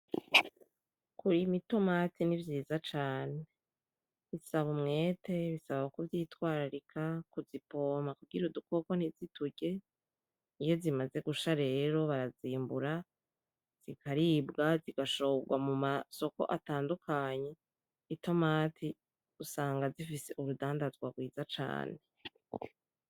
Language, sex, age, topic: Rundi, female, 25-35, agriculture